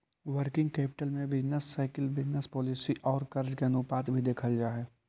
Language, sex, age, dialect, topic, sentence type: Magahi, male, 18-24, Central/Standard, agriculture, statement